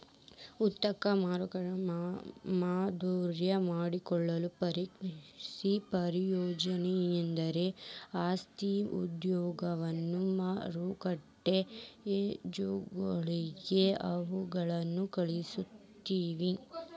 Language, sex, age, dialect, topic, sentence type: Kannada, female, 18-24, Dharwad Kannada, banking, statement